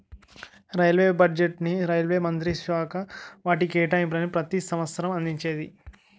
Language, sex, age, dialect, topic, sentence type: Telugu, male, 60-100, Utterandhra, banking, statement